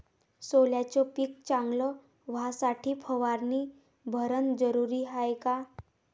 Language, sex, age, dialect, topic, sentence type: Marathi, female, 18-24, Varhadi, agriculture, question